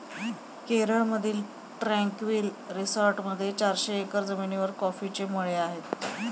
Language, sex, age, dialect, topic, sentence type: Marathi, female, 31-35, Standard Marathi, agriculture, statement